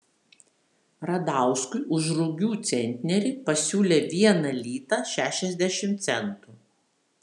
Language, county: Lithuanian, Vilnius